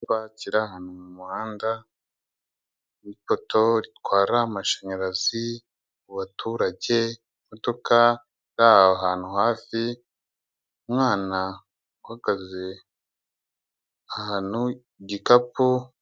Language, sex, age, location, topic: Kinyarwanda, male, 25-35, Kigali, government